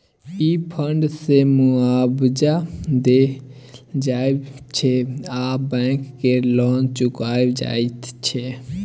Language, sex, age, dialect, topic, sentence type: Maithili, male, 18-24, Bajjika, banking, statement